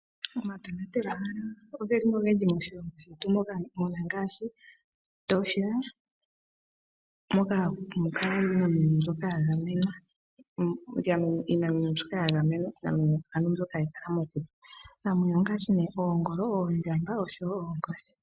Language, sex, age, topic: Oshiwambo, female, 25-35, agriculture